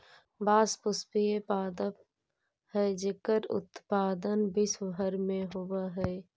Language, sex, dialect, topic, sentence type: Magahi, female, Central/Standard, banking, statement